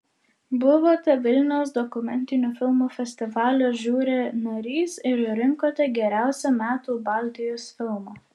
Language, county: Lithuanian, Vilnius